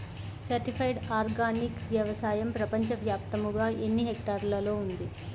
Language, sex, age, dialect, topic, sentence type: Telugu, male, 25-30, Central/Coastal, agriculture, question